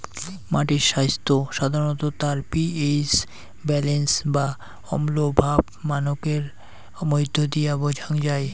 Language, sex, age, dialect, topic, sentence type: Bengali, male, 31-35, Rajbangshi, agriculture, statement